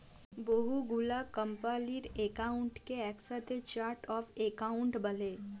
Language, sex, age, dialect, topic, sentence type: Bengali, female, 18-24, Jharkhandi, banking, statement